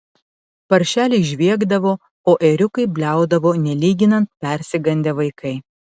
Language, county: Lithuanian, Panevėžys